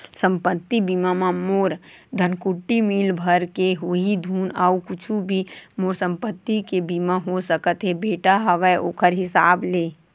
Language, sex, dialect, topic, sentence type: Chhattisgarhi, female, Western/Budati/Khatahi, banking, statement